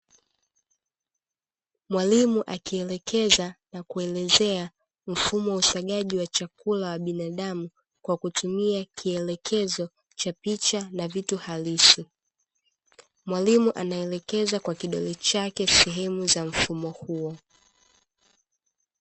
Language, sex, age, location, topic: Swahili, female, 18-24, Dar es Salaam, education